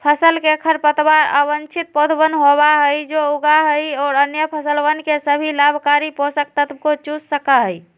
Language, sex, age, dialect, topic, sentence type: Magahi, female, 18-24, Western, agriculture, statement